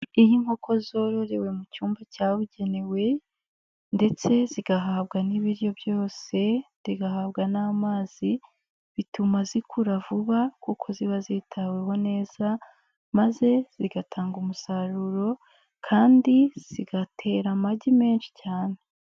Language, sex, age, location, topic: Kinyarwanda, female, 18-24, Nyagatare, agriculture